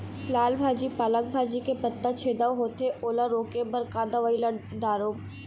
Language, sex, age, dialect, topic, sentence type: Chhattisgarhi, female, 18-24, Eastern, agriculture, question